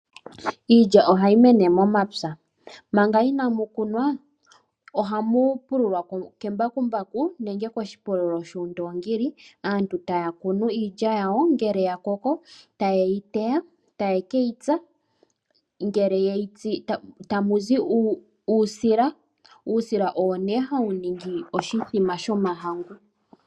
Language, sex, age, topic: Oshiwambo, female, 18-24, agriculture